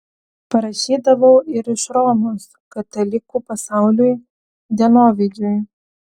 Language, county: Lithuanian, Vilnius